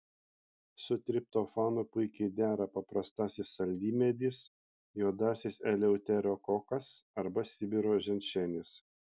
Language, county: Lithuanian, Panevėžys